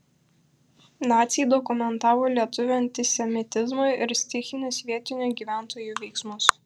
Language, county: Lithuanian, Kaunas